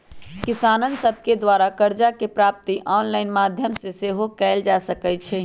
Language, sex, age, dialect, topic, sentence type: Magahi, female, 31-35, Western, agriculture, statement